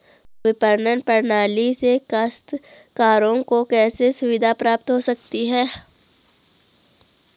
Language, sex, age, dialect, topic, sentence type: Hindi, female, 18-24, Garhwali, agriculture, question